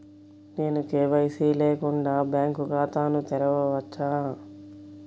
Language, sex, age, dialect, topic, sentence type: Telugu, female, 56-60, Central/Coastal, banking, question